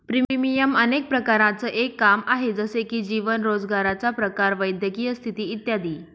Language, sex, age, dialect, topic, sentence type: Marathi, female, 25-30, Northern Konkan, banking, statement